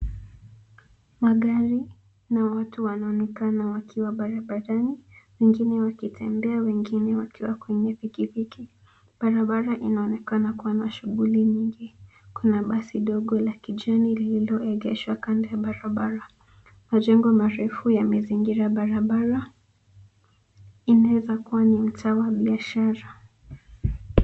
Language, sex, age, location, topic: Swahili, female, 18-24, Nairobi, government